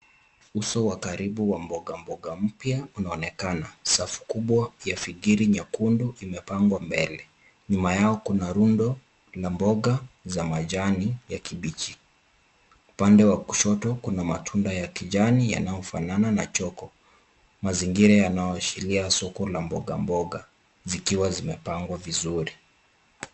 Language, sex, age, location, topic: Swahili, male, 25-35, Kisumu, finance